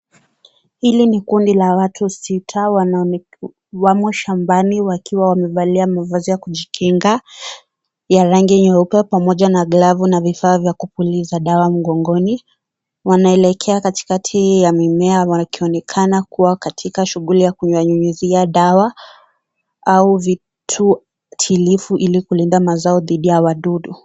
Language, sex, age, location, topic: Swahili, female, 18-24, Kisii, health